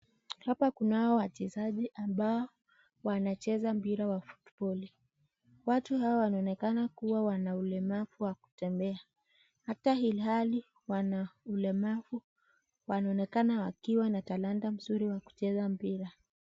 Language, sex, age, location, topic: Swahili, female, 25-35, Nakuru, education